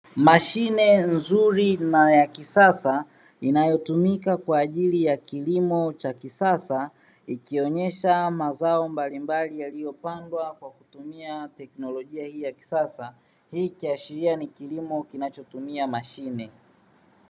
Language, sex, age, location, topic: Swahili, male, 36-49, Dar es Salaam, agriculture